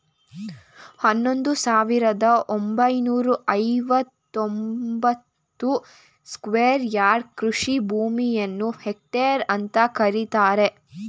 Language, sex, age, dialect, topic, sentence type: Kannada, female, 46-50, Mysore Kannada, agriculture, statement